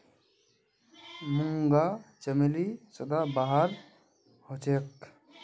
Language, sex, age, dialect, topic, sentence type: Magahi, male, 18-24, Northeastern/Surjapuri, agriculture, statement